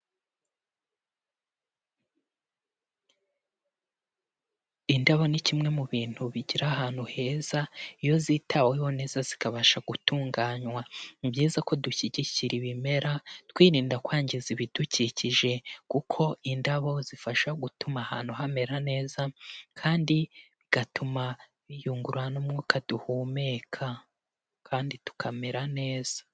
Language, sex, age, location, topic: Kinyarwanda, male, 18-24, Kigali, agriculture